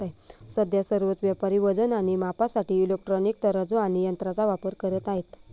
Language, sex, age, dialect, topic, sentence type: Marathi, female, 25-30, Northern Konkan, agriculture, statement